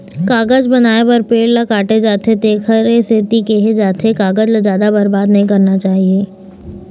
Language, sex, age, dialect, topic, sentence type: Chhattisgarhi, female, 18-24, Eastern, agriculture, statement